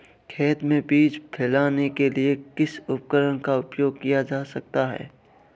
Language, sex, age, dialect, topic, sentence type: Hindi, male, 18-24, Marwari Dhudhari, agriculture, question